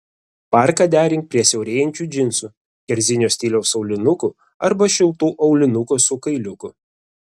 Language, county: Lithuanian, Vilnius